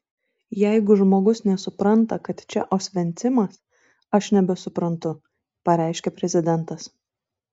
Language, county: Lithuanian, Šiauliai